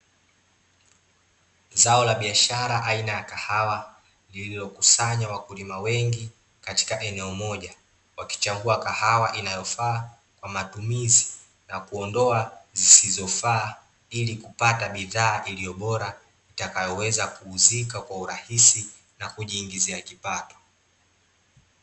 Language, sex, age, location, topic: Swahili, male, 18-24, Dar es Salaam, agriculture